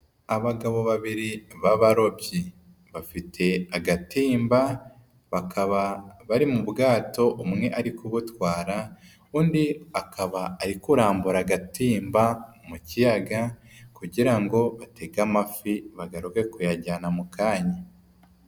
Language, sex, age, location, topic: Kinyarwanda, female, 25-35, Nyagatare, agriculture